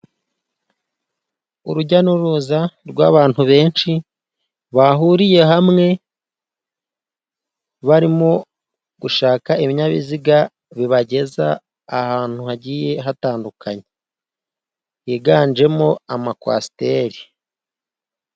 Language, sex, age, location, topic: Kinyarwanda, male, 25-35, Musanze, government